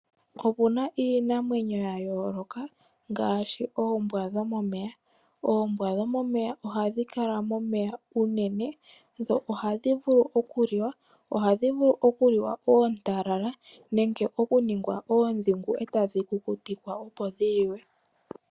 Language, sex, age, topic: Oshiwambo, female, 18-24, agriculture